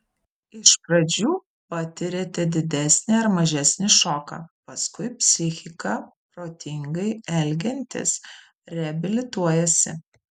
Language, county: Lithuanian, Vilnius